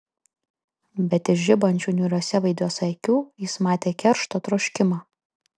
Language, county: Lithuanian, Kaunas